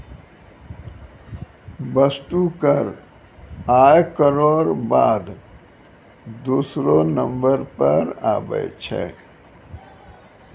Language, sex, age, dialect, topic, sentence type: Maithili, male, 60-100, Angika, banking, statement